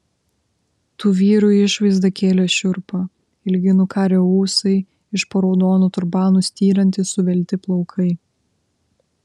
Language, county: Lithuanian, Vilnius